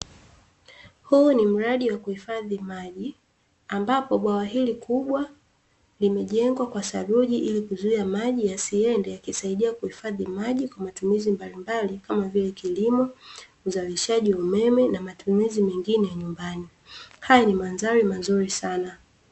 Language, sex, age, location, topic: Swahili, female, 25-35, Dar es Salaam, agriculture